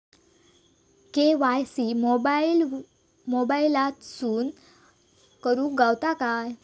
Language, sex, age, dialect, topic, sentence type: Marathi, female, 18-24, Southern Konkan, banking, question